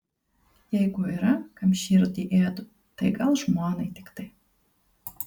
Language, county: Lithuanian, Kaunas